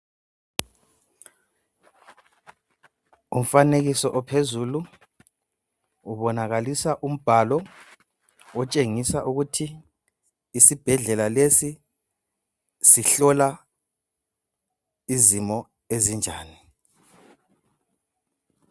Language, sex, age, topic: North Ndebele, male, 25-35, health